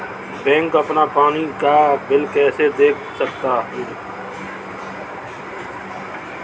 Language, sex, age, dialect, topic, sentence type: Hindi, male, 36-40, Kanauji Braj Bhasha, banking, question